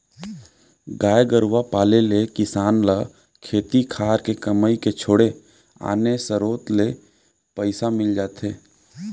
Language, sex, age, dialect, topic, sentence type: Chhattisgarhi, male, 18-24, Central, agriculture, statement